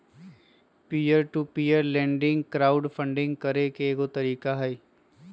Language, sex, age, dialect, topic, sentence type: Magahi, male, 25-30, Western, banking, statement